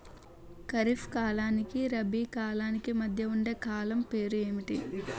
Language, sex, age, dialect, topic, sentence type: Telugu, male, 25-30, Utterandhra, agriculture, question